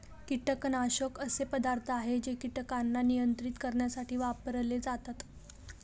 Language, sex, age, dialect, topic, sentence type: Marathi, female, 18-24, Northern Konkan, agriculture, statement